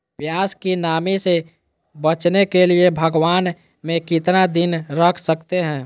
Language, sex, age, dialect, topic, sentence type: Magahi, female, 18-24, Southern, agriculture, question